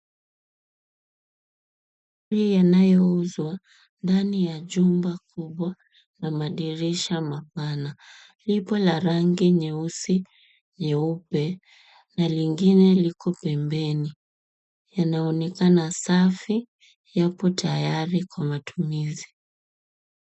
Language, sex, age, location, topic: Swahili, female, 18-24, Kisumu, finance